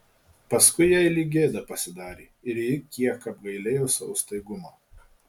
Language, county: Lithuanian, Marijampolė